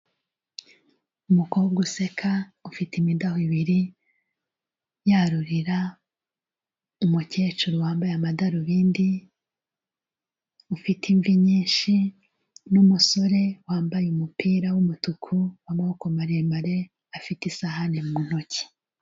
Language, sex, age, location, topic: Kinyarwanda, female, 36-49, Kigali, health